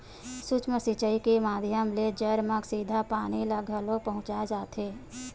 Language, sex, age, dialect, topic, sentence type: Chhattisgarhi, female, 25-30, Western/Budati/Khatahi, agriculture, statement